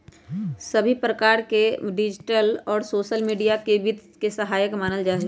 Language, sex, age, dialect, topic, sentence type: Magahi, male, 31-35, Western, banking, statement